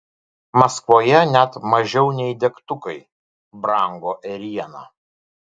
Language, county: Lithuanian, Vilnius